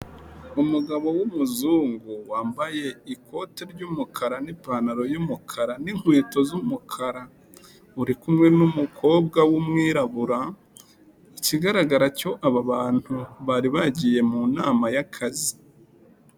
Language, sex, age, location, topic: Kinyarwanda, male, 25-35, Kigali, health